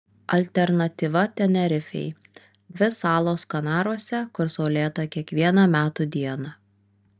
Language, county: Lithuanian, Vilnius